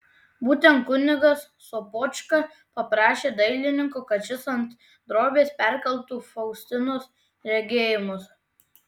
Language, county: Lithuanian, Tauragė